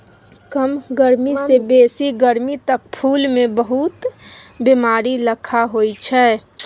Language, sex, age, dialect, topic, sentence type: Maithili, female, 60-100, Bajjika, agriculture, statement